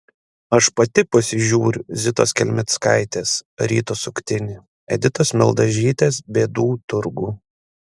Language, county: Lithuanian, Panevėžys